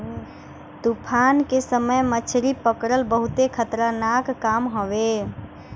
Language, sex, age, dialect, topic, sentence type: Bhojpuri, female, 18-24, Northern, agriculture, statement